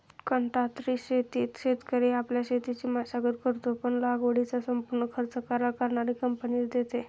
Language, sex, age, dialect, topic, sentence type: Marathi, male, 51-55, Standard Marathi, agriculture, statement